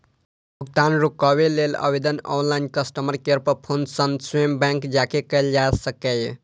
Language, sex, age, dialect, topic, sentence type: Maithili, male, 18-24, Eastern / Thethi, banking, statement